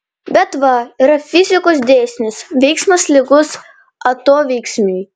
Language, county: Lithuanian, Panevėžys